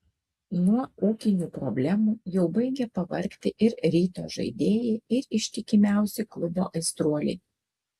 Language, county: Lithuanian, Alytus